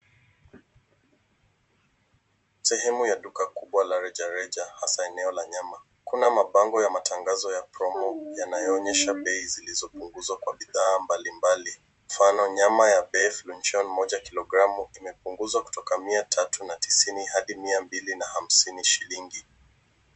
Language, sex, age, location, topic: Swahili, female, 25-35, Nairobi, finance